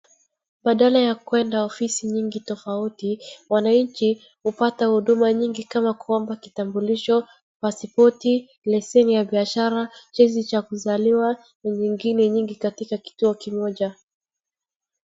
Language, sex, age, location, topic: Swahili, female, 36-49, Wajir, government